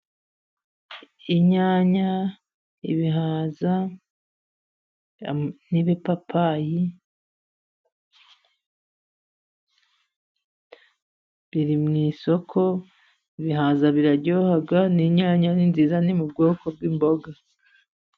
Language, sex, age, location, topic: Kinyarwanda, male, 50+, Musanze, agriculture